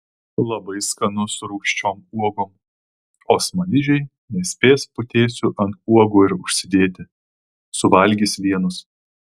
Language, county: Lithuanian, Vilnius